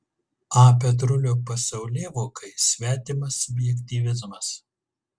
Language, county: Lithuanian, Kaunas